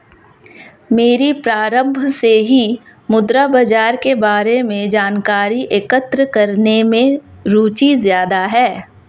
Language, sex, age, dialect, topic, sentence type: Hindi, female, 31-35, Marwari Dhudhari, banking, statement